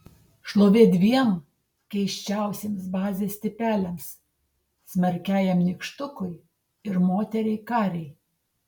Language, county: Lithuanian, Tauragė